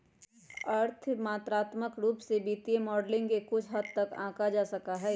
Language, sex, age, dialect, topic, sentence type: Magahi, female, 25-30, Western, banking, statement